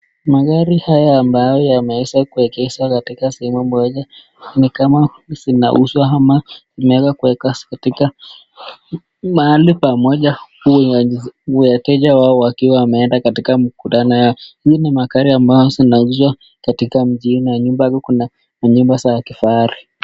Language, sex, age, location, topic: Swahili, male, 36-49, Nakuru, finance